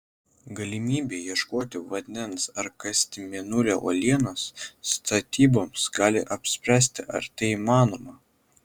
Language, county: Lithuanian, Kaunas